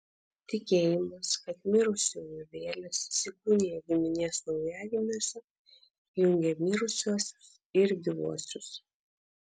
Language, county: Lithuanian, Vilnius